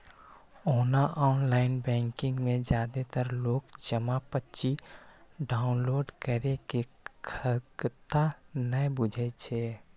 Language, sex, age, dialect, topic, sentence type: Maithili, male, 18-24, Eastern / Thethi, banking, statement